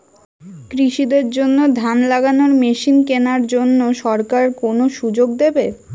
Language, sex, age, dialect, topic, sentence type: Bengali, female, 18-24, Western, agriculture, question